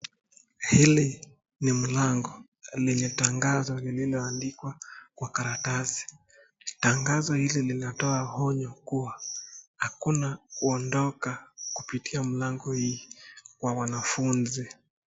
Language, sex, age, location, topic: Swahili, male, 25-35, Nakuru, education